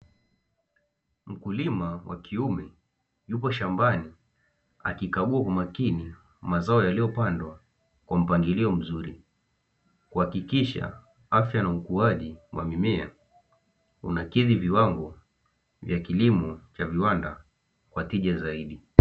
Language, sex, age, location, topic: Swahili, male, 18-24, Dar es Salaam, agriculture